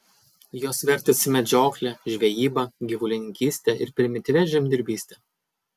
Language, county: Lithuanian, Kaunas